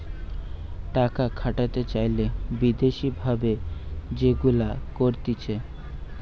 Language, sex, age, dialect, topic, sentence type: Bengali, male, 18-24, Western, banking, statement